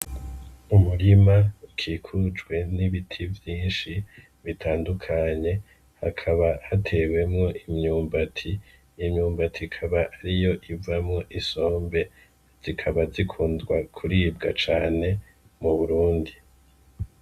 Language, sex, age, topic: Rundi, male, 25-35, agriculture